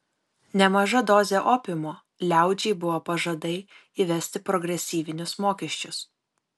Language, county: Lithuanian, Kaunas